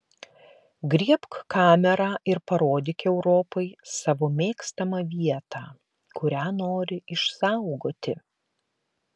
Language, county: Lithuanian, Klaipėda